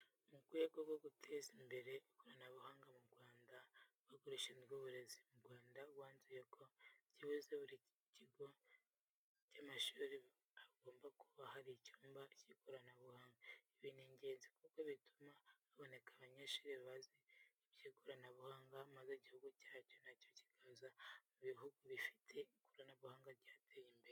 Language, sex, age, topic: Kinyarwanda, female, 36-49, education